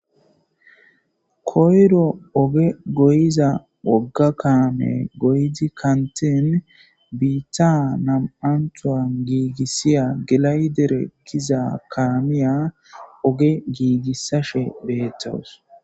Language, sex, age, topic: Gamo, female, 18-24, government